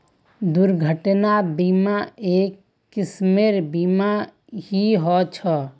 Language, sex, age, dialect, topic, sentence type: Magahi, female, 18-24, Northeastern/Surjapuri, banking, statement